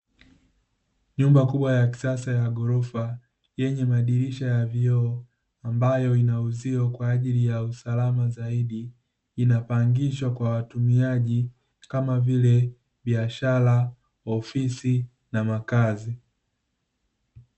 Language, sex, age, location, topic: Swahili, male, 25-35, Dar es Salaam, finance